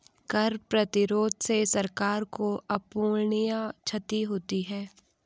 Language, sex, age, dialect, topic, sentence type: Hindi, female, 18-24, Garhwali, banking, statement